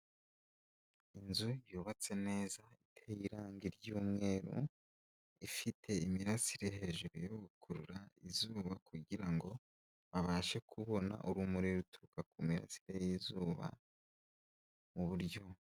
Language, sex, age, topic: Kinyarwanda, male, 18-24, finance